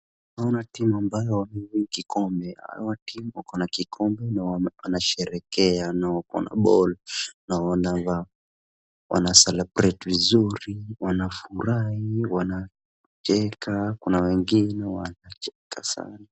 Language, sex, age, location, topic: Swahili, male, 25-35, Wajir, government